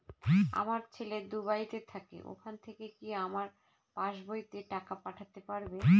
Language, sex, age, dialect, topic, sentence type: Bengali, female, 36-40, Northern/Varendri, banking, question